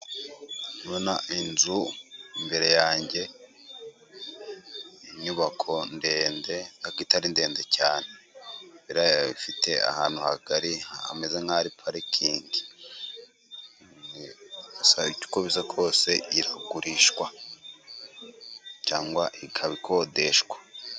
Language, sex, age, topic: Kinyarwanda, male, 18-24, finance